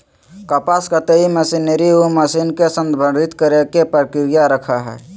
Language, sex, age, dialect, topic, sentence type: Magahi, male, 31-35, Southern, agriculture, statement